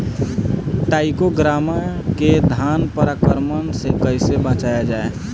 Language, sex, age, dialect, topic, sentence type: Bhojpuri, male, 25-30, Northern, agriculture, question